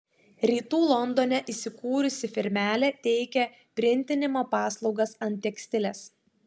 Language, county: Lithuanian, Klaipėda